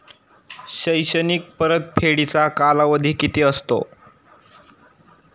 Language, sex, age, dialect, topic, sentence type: Marathi, male, 18-24, Standard Marathi, banking, question